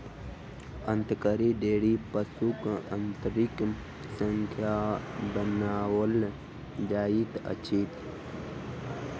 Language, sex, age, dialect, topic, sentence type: Maithili, female, 31-35, Southern/Standard, agriculture, statement